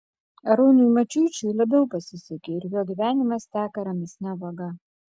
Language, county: Lithuanian, Kaunas